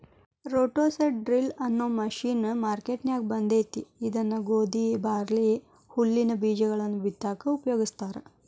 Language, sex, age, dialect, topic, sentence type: Kannada, female, 25-30, Dharwad Kannada, agriculture, statement